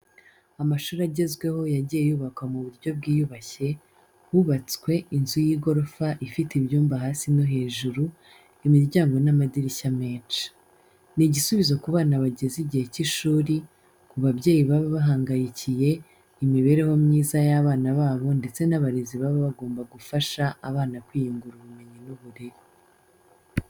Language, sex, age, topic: Kinyarwanda, female, 25-35, education